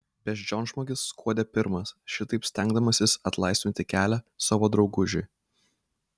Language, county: Lithuanian, Kaunas